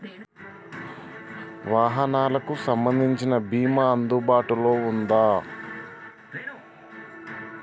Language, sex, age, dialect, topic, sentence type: Telugu, male, 31-35, Telangana, banking, question